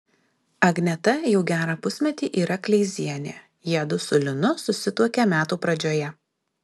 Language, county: Lithuanian, Alytus